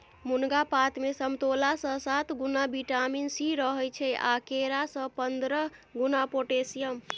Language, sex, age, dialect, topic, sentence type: Maithili, female, 51-55, Bajjika, agriculture, statement